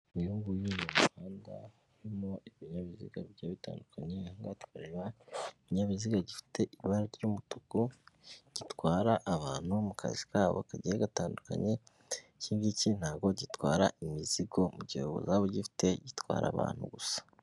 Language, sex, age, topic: Kinyarwanda, male, 25-35, government